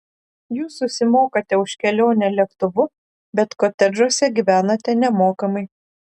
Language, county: Lithuanian, Šiauliai